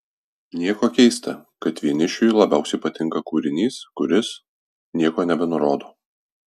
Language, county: Lithuanian, Alytus